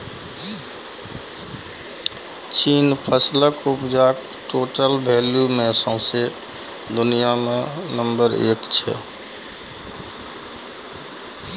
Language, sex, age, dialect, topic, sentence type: Maithili, male, 56-60, Bajjika, agriculture, statement